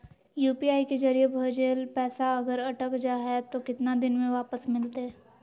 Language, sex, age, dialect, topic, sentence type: Magahi, female, 18-24, Southern, banking, question